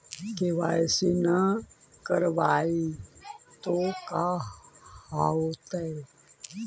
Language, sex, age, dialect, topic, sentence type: Magahi, male, 41-45, Central/Standard, banking, question